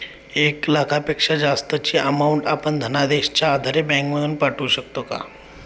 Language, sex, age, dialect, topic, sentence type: Marathi, male, 25-30, Standard Marathi, banking, question